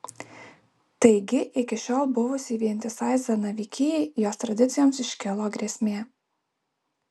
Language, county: Lithuanian, Alytus